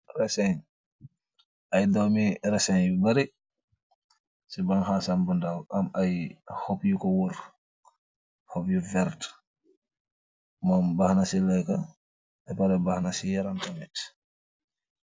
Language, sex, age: Wolof, male, 25-35